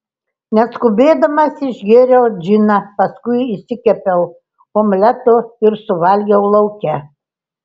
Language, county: Lithuanian, Telšiai